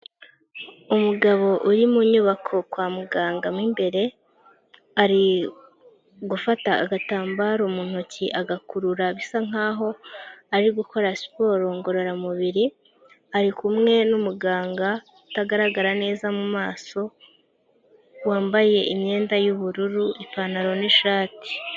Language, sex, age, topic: Kinyarwanda, female, 25-35, health